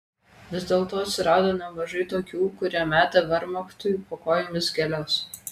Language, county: Lithuanian, Kaunas